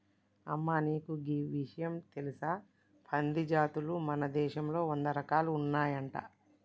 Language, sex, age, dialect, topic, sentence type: Telugu, male, 36-40, Telangana, agriculture, statement